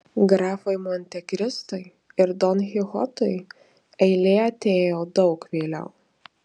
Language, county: Lithuanian, Marijampolė